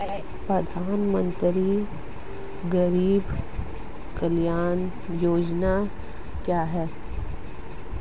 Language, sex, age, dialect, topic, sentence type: Hindi, female, 36-40, Marwari Dhudhari, banking, question